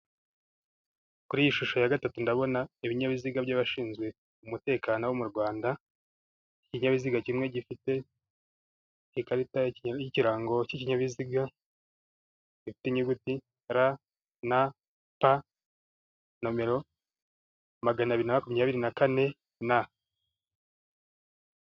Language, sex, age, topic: Kinyarwanda, male, 18-24, government